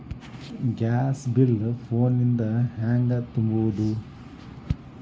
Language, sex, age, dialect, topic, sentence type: Kannada, male, 41-45, Dharwad Kannada, banking, question